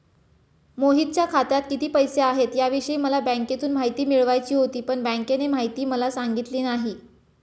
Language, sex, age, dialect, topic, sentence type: Marathi, male, 25-30, Standard Marathi, banking, statement